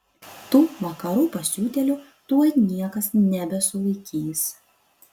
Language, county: Lithuanian, Utena